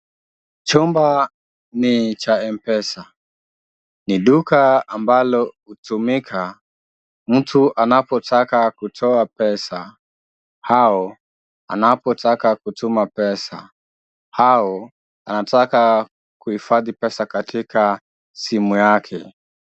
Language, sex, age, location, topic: Swahili, male, 25-35, Kisumu, finance